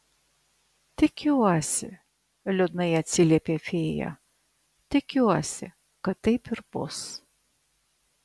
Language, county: Lithuanian, Vilnius